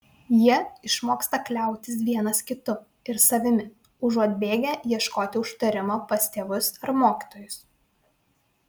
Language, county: Lithuanian, Vilnius